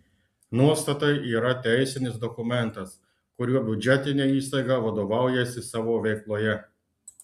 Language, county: Lithuanian, Klaipėda